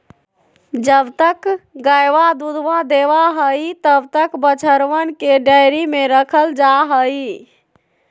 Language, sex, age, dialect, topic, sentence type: Magahi, female, 18-24, Western, agriculture, statement